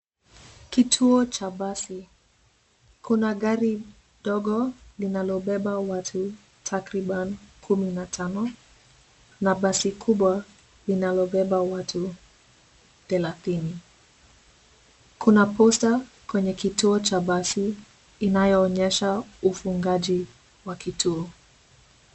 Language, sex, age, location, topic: Swahili, female, 18-24, Nairobi, government